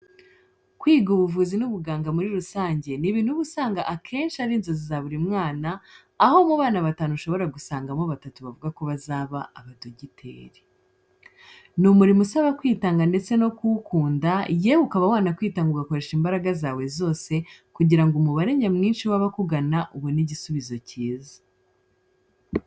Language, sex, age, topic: Kinyarwanda, female, 25-35, education